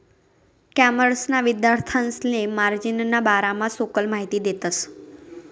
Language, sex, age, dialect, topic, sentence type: Marathi, female, 18-24, Northern Konkan, banking, statement